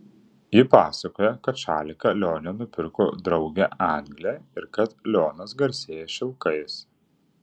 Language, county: Lithuanian, Utena